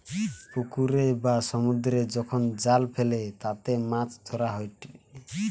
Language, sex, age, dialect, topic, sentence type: Bengali, male, 18-24, Western, agriculture, statement